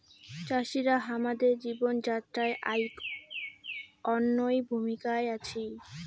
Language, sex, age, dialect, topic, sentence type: Bengali, female, 18-24, Rajbangshi, agriculture, statement